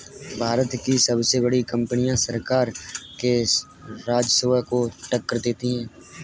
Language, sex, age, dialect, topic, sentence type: Hindi, male, 18-24, Kanauji Braj Bhasha, banking, statement